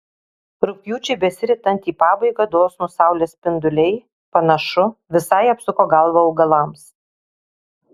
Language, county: Lithuanian, Kaunas